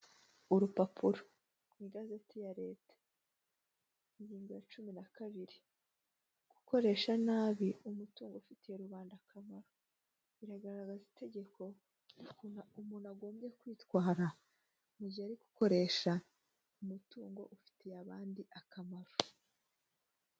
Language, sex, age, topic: Kinyarwanda, female, 18-24, government